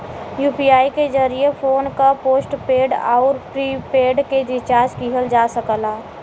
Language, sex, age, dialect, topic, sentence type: Bhojpuri, female, 18-24, Western, banking, statement